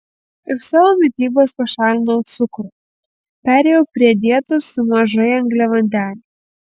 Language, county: Lithuanian, Kaunas